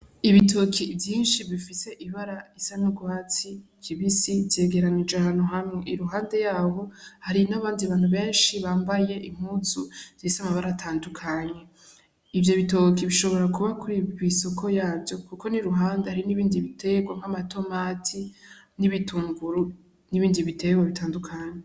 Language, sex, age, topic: Rundi, female, 18-24, agriculture